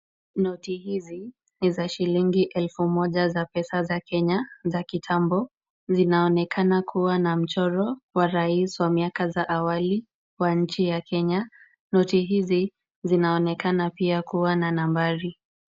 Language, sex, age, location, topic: Swahili, female, 25-35, Kisumu, finance